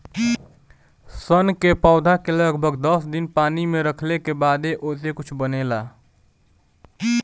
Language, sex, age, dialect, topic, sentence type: Bhojpuri, male, 18-24, Northern, agriculture, statement